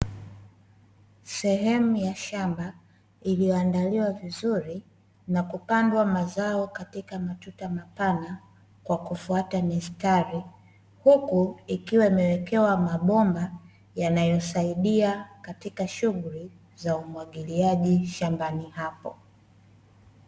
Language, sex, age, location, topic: Swahili, female, 25-35, Dar es Salaam, agriculture